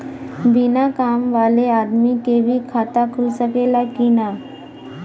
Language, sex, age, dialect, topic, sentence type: Bhojpuri, female, 25-30, Western, banking, question